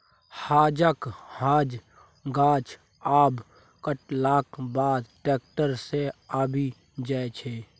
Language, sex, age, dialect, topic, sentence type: Maithili, male, 25-30, Bajjika, agriculture, statement